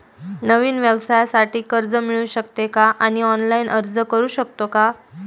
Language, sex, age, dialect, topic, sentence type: Marathi, female, 18-24, Standard Marathi, banking, question